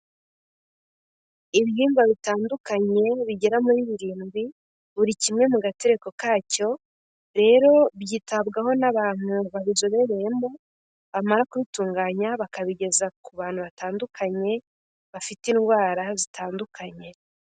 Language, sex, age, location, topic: Kinyarwanda, female, 18-24, Kigali, health